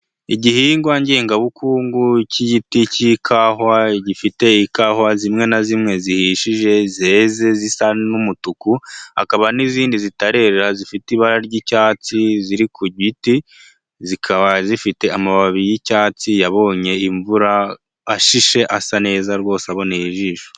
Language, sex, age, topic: Kinyarwanda, male, 25-35, agriculture